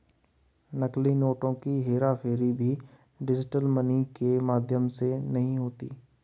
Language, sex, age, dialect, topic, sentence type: Hindi, male, 31-35, Marwari Dhudhari, banking, statement